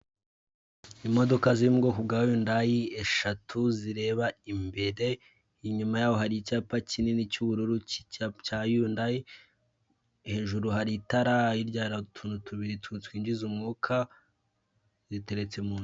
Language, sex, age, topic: Kinyarwanda, male, 18-24, finance